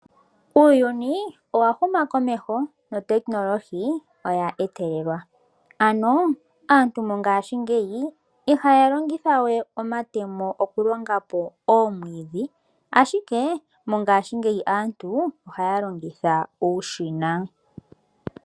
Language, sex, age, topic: Oshiwambo, female, 36-49, agriculture